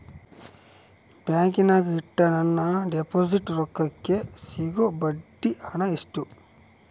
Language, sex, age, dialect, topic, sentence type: Kannada, male, 36-40, Central, banking, question